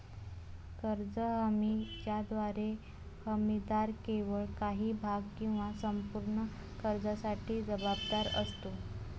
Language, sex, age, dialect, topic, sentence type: Marathi, female, 18-24, Varhadi, banking, statement